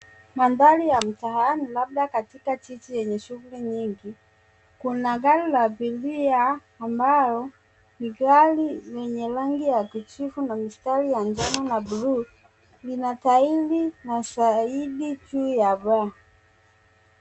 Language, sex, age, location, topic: Swahili, female, 25-35, Nairobi, government